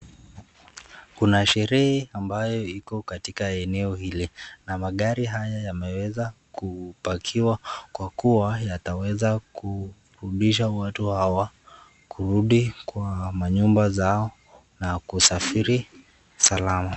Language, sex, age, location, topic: Swahili, male, 36-49, Nakuru, finance